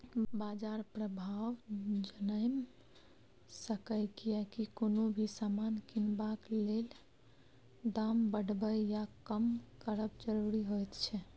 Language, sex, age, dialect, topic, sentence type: Maithili, female, 25-30, Bajjika, banking, statement